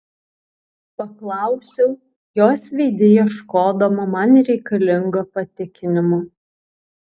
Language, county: Lithuanian, Kaunas